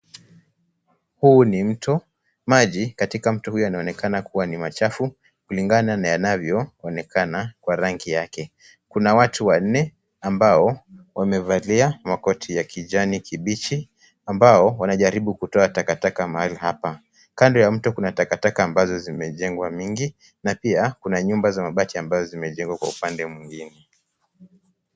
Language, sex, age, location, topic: Swahili, male, 18-24, Nairobi, government